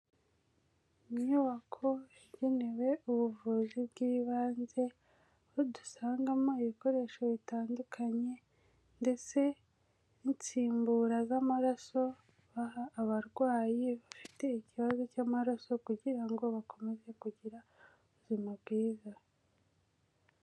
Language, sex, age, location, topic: Kinyarwanda, female, 18-24, Kigali, health